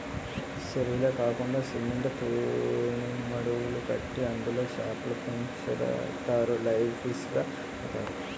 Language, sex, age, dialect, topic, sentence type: Telugu, male, 18-24, Utterandhra, agriculture, statement